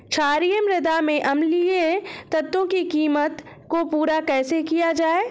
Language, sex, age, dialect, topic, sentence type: Hindi, female, 25-30, Awadhi Bundeli, agriculture, question